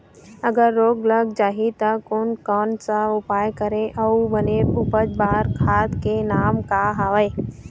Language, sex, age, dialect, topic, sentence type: Chhattisgarhi, female, 18-24, Eastern, agriculture, question